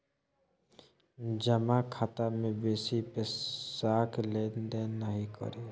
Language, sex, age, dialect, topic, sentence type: Maithili, male, 36-40, Bajjika, banking, statement